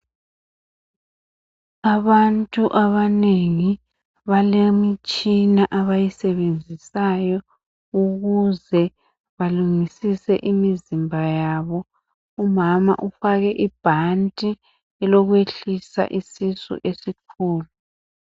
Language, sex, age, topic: North Ndebele, male, 50+, health